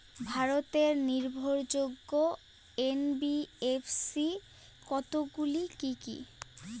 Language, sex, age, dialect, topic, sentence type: Bengali, female, 18-24, Rajbangshi, banking, question